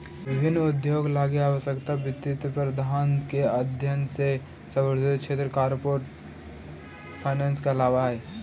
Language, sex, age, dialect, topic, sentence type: Magahi, male, 31-35, Central/Standard, banking, statement